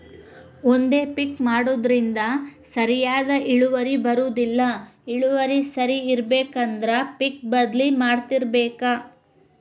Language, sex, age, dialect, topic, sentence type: Kannada, female, 25-30, Dharwad Kannada, agriculture, statement